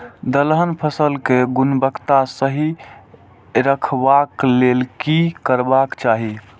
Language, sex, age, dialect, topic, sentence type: Maithili, male, 41-45, Eastern / Thethi, agriculture, question